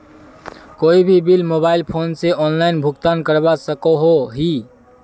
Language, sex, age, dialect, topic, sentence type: Magahi, male, 18-24, Northeastern/Surjapuri, banking, question